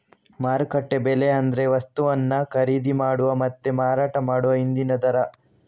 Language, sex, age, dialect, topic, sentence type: Kannada, male, 36-40, Coastal/Dakshin, agriculture, statement